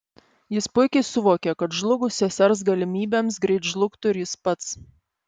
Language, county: Lithuanian, Panevėžys